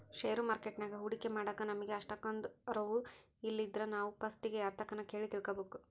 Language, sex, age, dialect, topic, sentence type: Kannada, female, 56-60, Central, banking, statement